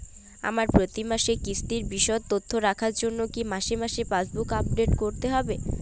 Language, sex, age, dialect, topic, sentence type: Bengali, female, <18, Jharkhandi, banking, question